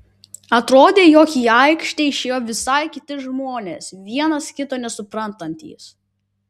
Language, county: Lithuanian, Vilnius